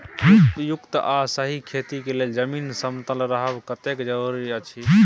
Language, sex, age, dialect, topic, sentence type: Maithili, male, 18-24, Bajjika, agriculture, question